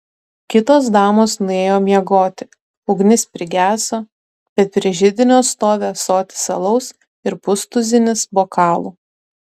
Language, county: Lithuanian, Tauragė